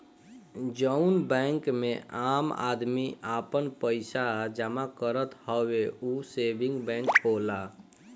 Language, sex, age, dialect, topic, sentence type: Bhojpuri, female, 25-30, Northern, banking, statement